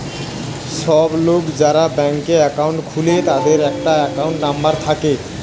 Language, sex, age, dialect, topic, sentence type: Bengali, male, 18-24, Western, banking, statement